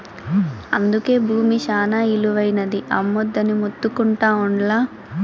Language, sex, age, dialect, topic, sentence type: Telugu, female, 18-24, Southern, agriculture, statement